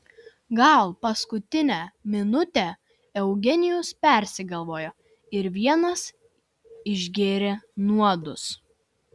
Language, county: Lithuanian, Vilnius